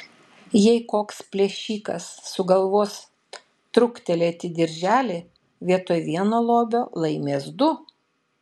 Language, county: Lithuanian, Šiauliai